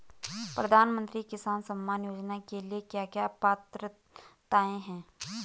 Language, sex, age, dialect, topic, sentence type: Hindi, female, 25-30, Garhwali, banking, question